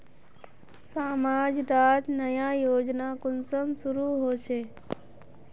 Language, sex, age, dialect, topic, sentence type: Magahi, female, 18-24, Northeastern/Surjapuri, banking, question